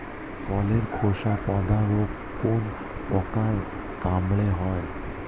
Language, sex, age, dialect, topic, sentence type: Bengali, male, 25-30, Standard Colloquial, agriculture, question